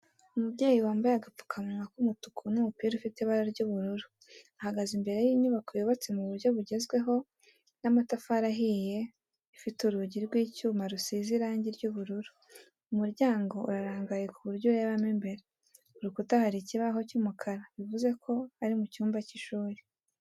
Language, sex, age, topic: Kinyarwanda, female, 18-24, education